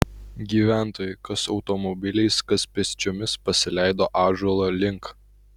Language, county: Lithuanian, Utena